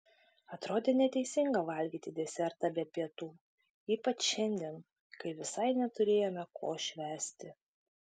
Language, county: Lithuanian, Šiauliai